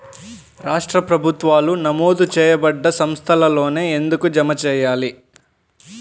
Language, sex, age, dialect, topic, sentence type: Telugu, female, 25-30, Central/Coastal, banking, question